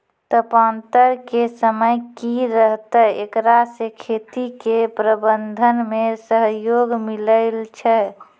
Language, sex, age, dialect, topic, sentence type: Maithili, female, 31-35, Angika, agriculture, question